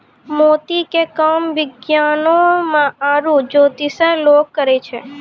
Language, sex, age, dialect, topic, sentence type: Maithili, female, 18-24, Angika, agriculture, statement